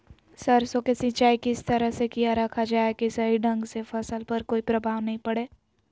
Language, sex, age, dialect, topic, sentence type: Magahi, female, 18-24, Southern, agriculture, question